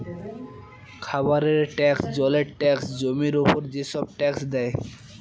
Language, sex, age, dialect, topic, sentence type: Bengali, male, 18-24, Northern/Varendri, banking, statement